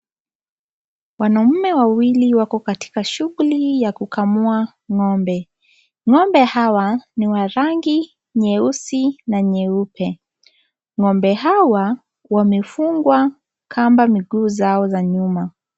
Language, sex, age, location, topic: Swahili, female, 25-35, Kisii, agriculture